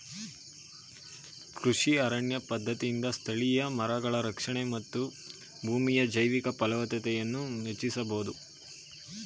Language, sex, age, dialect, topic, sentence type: Kannada, male, 18-24, Mysore Kannada, agriculture, statement